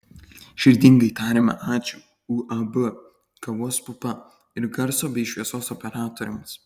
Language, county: Lithuanian, Kaunas